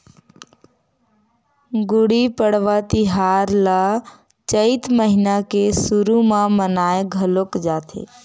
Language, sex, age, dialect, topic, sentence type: Chhattisgarhi, female, 18-24, Western/Budati/Khatahi, agriculture, statement